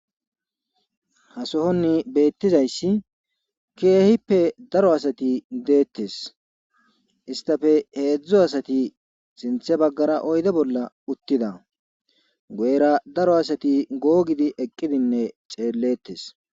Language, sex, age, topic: Gamo, male, 18-24, government